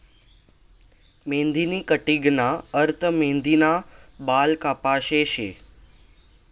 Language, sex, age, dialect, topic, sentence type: Marathi, male, 18-24, Northern Konkan, agriculture, statement